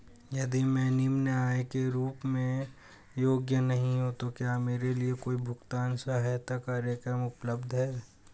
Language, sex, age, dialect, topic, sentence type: Hindi, male, 18-24, Hindustani Malvi Khadi Boli, banking, question